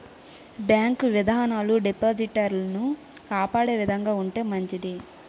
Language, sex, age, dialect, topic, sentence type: Telugu, female, 18-24, Utterandhra, banking, statement